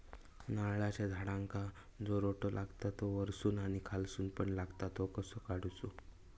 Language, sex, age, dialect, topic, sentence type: Marathi, male, 18-24, Southern Konkan, agriculture, question